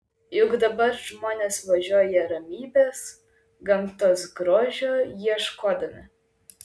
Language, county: Lithuanian, Klaipėda